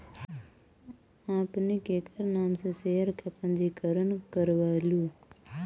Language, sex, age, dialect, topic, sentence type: Magahi, male, 18-24, Central/Standard, banking, statement